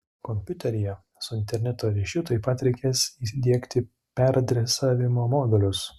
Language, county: Lithuanian, Utena